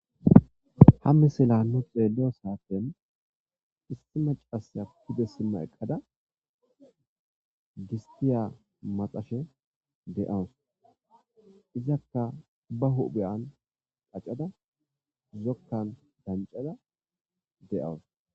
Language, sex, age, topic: Gamo, male, 25-35, agriculture